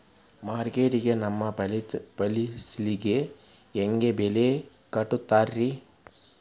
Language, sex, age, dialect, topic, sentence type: Kannada, male, 36-40, Dharwad Kannada, agriculture, question